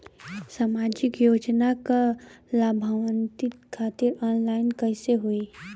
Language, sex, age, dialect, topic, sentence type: Bhojpuri, female, 18-24, Western, banking, question